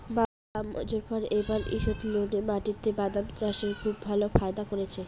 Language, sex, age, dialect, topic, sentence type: Bengali, female, 18-24, Rajbangshi, agriculture, question